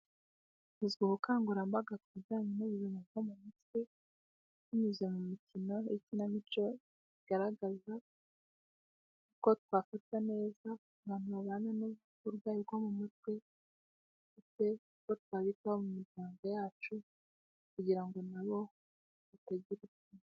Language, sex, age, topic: Kinyarwanda, female, 18-24, health